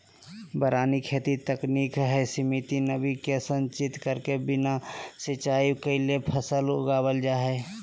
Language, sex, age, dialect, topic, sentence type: Magahi, male, 18-24, Southern, agriculture, statement